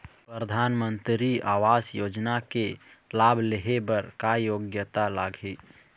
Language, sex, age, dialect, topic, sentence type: Chhattisgarhi, male, 31-35, Eastern, banking, question